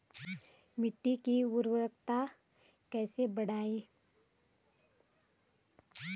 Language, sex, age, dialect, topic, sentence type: Hindi, female, 31-35, Garhwali, agriculture, question